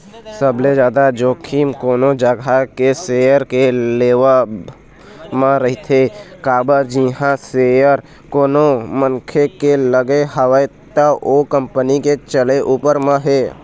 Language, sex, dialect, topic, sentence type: Chhattisgarhi, male, Eastern, banking, statement